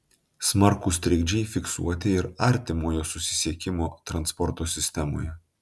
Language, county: Lithuanian, Utena